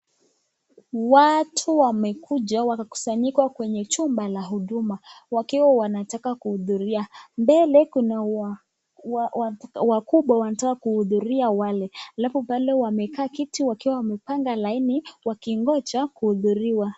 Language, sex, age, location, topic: Swahili, female, 18-24, Nakuru, government